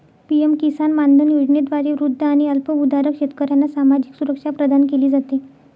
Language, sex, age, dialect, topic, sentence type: Marathi, female, 60-100, Northern Konkan, agriculture, statement